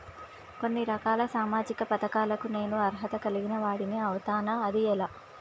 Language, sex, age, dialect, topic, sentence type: Telugu, female, 25-30, Telangana, banking, question